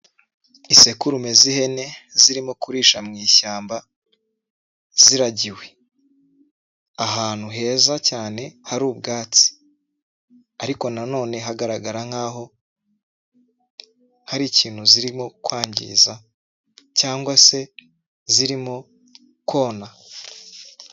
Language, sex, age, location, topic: Kinyarwanda, male, 25-35, Nyagatare, agriculture